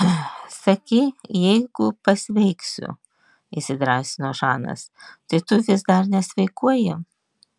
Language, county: Lithuanian, Vilnius